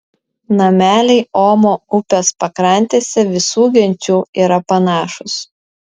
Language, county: Lithuanian, Vilnius